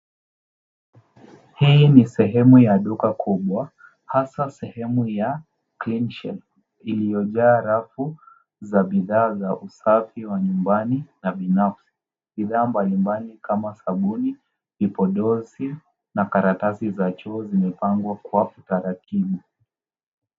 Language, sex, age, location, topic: Swahili, male, 18-24, Nairobi, finance